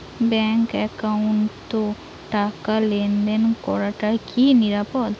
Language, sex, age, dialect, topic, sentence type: Bengali, female, 18-24, Rajbangshi, banking, question